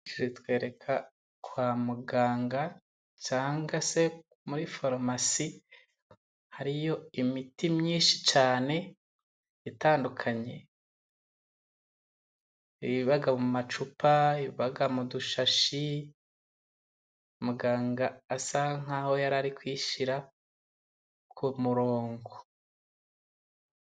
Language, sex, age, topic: Kinyarwanda, male, 25-35, health